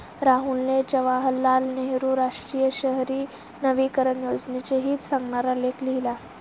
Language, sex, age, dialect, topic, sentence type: Marathi, female, 36-40, Standard Marathi, banking, statement